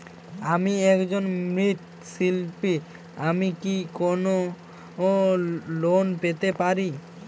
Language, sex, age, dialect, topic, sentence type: Bengali, male, <18, Western, banking, question